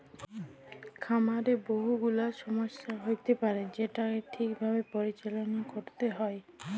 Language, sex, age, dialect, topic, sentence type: Bengali, female, 18-24, Jharkhandi, agriculture, statement